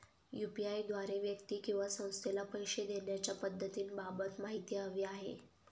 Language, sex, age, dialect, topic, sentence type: Marathi, female, 18-24, Northern Konkan, banking, question